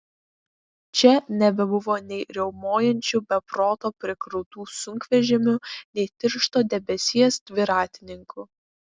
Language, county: Lithuanian, Klaipėda